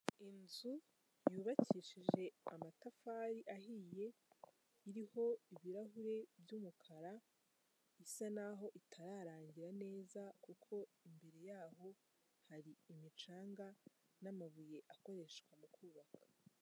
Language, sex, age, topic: Kinyarwanda, female, 18-24, government